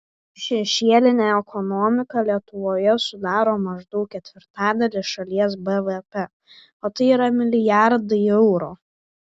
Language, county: Lithuanian, Vilnius